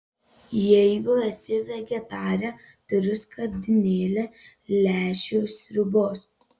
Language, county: Lithuanian, Panevėžys